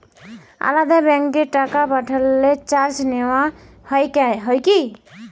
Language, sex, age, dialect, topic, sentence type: Bengali, female, 25-30, Rajbangshi, banking, question